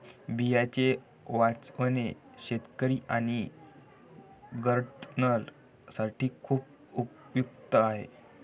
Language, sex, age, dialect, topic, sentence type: Marathi, male, 25-30, Varhadi, agriculture, statement